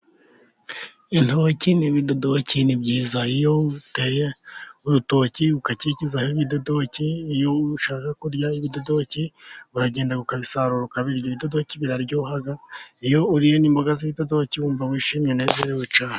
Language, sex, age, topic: Kinyarwanda, male, 36-49, agriculture